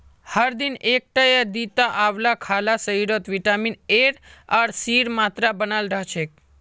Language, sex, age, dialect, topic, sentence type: Magahi, male, 41-45, Northeastern/Surjapuri, agriculture, statement